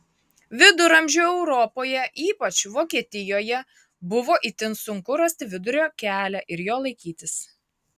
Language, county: Lithuanian, Marijampolė